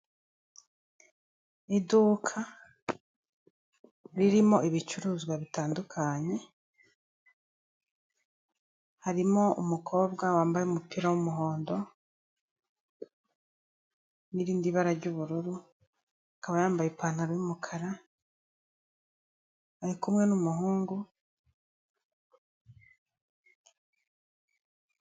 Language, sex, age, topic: Kinyarwanda, female, 25-35, finance